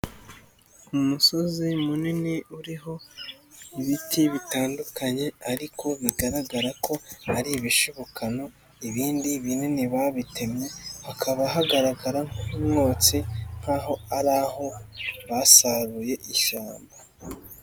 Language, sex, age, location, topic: Kinyarwanda, male, 25-35, Nyagatare, agriculture